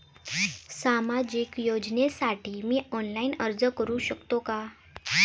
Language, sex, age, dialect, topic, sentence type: Marathi, female, 18-24, Standard Marathi, banking, question